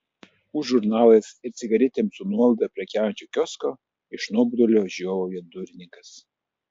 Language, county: Lithuanian, Telšiai